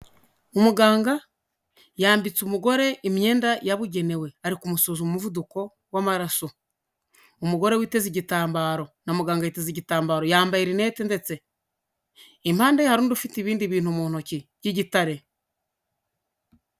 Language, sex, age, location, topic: Kinyarwanda, male, 25-35, Huye, health